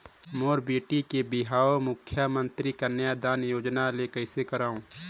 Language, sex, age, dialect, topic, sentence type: Chhattisgarhi, male, 25-30, Northern/Bhandar, banking, question